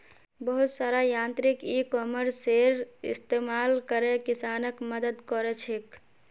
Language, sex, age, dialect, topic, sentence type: Magahi, female, 46-50, Northeastern/Surjapuri, agriculture, statement